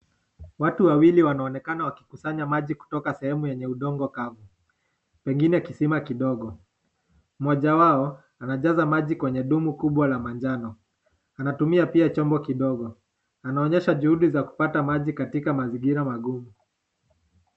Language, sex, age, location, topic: Swahili, male, 18-24, Nakuru, health